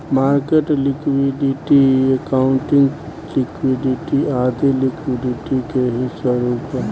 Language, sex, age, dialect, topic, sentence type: Bhojpuri, male, 18-24, Southern / Standard, banking, statement